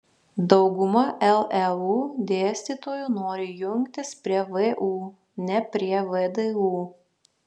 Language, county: Lithuanian, Šiauliai